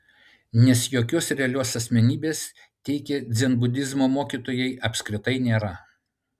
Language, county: Lithuanian, Utena